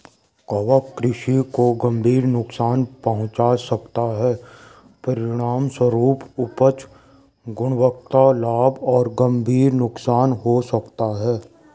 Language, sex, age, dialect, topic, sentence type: Hindi, male, 56-60, Garhwali, agriculture, statement